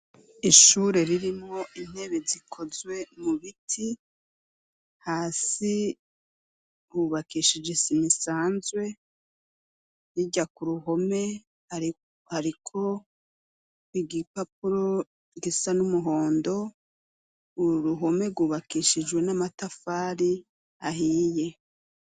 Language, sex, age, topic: Rundi, female, 36-49, education